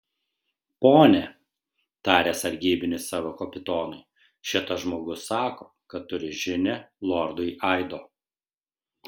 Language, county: Lithuanian, Šiauliai